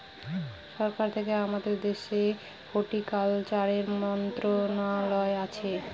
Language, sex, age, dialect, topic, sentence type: Bengali, female, 25-30, Northern/Varendri, agriculture, statement